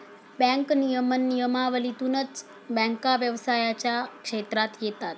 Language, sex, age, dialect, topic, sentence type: Marathi, female, 46-50, Standard Marathi, banking, statement